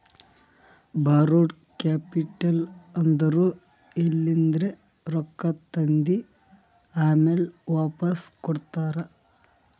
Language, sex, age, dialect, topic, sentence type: Kannada, male, 25-30, Northeastern, banking, statement